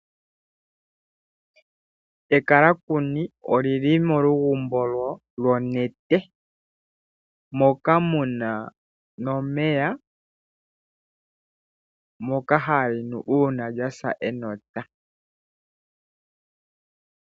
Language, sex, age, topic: Oshiwambo, male, 25-35, agriculture